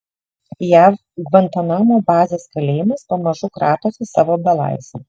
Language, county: Lithuanian, Šiauliai